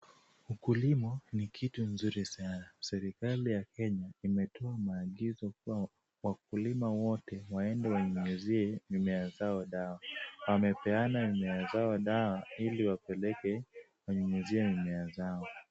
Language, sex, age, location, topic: Swahili, male, 25-35, Kisumu, health